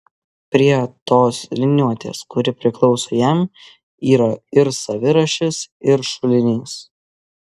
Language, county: Lithuanian, Kaunas